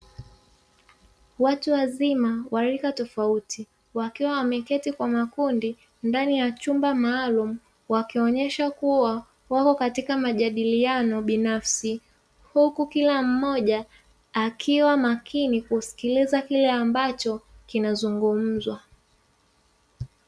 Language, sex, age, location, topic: Swahili, female, 25-35, Dar es Salaam, education